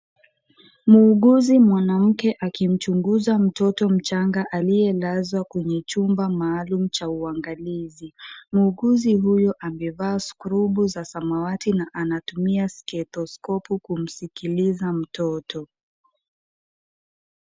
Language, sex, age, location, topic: Swahili, female, 18-24, Kisumu, health